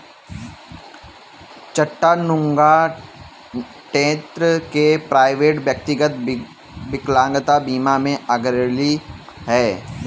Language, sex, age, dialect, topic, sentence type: Hindi, male, 18-24, Kanauji Braj Bhasha, banking, statement